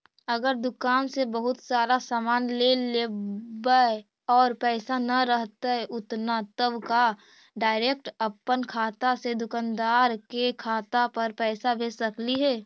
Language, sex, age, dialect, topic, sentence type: Magahi, female, 60-100, Central/Standard, banking, question